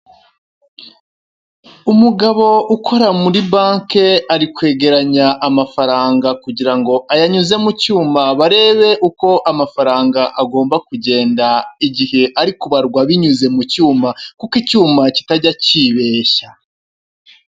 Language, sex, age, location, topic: Kinyarwanda, male, 25-35, Huye, finance